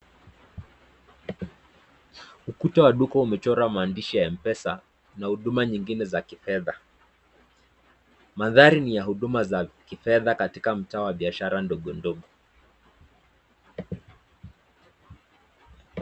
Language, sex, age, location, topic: Swahili, male, 18-24, Nakuru, finance